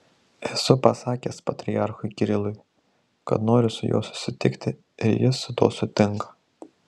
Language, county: Lithuanian, Tauragė